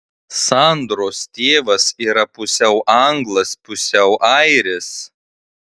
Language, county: Lithuanian, Tauragė